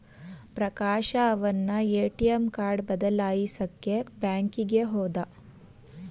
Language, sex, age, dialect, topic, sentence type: Kannada, female, 31-35, Mysore Kannada, banking, statement